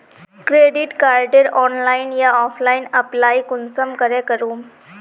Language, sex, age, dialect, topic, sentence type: Magahi, female, 18-24, Northeastern/Surjapuri, banking, question